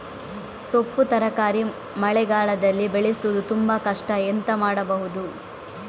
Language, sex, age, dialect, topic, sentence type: Kannada, female, 18-24, Coastal/Dakshin, agriculture, question